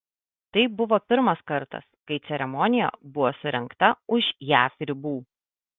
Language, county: Lithuanian, Kaunas